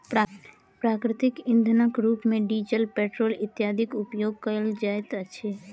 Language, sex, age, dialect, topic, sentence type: Maithili, female, 18-24, Southern/Standard, agriculture, statement